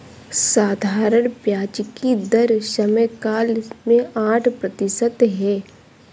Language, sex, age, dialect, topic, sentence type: Hindi, female, 51-55, Awadhi Bundeli, banking, statement